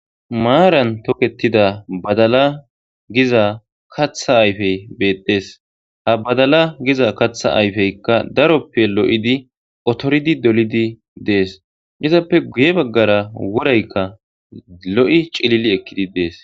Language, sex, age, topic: Gamo, male, 25-35, agriculture